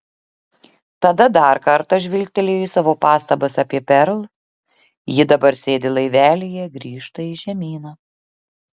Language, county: Lithuanian, Klaipėda